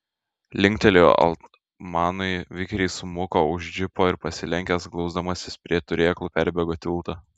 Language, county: Lithuanian, Šiauliai